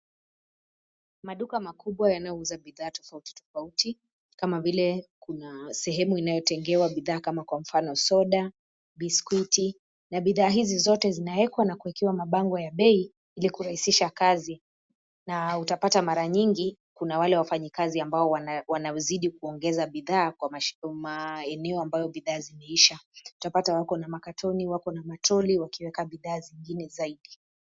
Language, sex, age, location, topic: Swahili, female, 25-35, Nairobi, finance